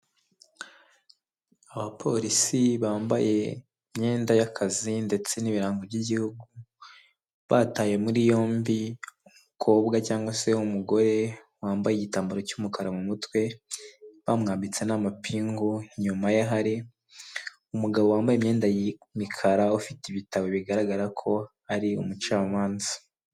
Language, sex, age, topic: Kinyarwanda, male, 18-24, government